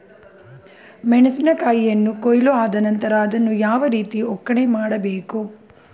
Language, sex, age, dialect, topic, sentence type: Kannada, female, 36-40, Mysore Kannada, agriculture, question